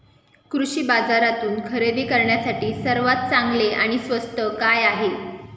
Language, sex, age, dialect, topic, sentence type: Marathi, female, 18-24, Standard Marathi, agriculture, question